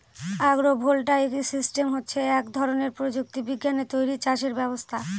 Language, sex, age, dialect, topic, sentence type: Bengali, female, 25-30, Northern/Varendri, agriculture, statement